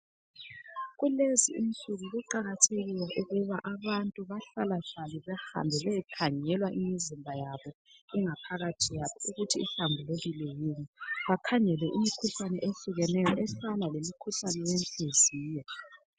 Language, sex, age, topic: North Ndebele, female, 25-35, health